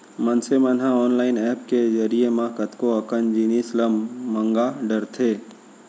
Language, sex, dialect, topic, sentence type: Chhattisgarhi, male, Central, banking, statement